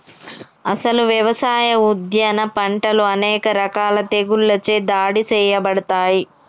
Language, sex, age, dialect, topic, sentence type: Telugu, female, 31-35, Telangana, agriculture, statement